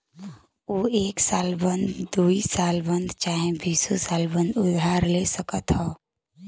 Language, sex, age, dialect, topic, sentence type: Bhojpuri, female, 18-24, Western, banking, statement